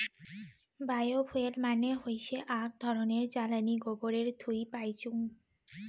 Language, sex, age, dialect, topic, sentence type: Bengali, female, 18-24, Rajbangshi, agriculture, statement